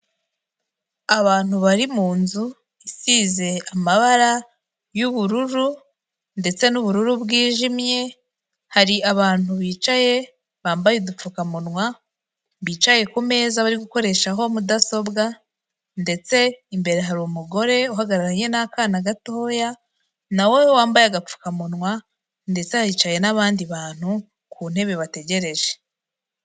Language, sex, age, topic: Kinyarwanda, female, 18-24, finance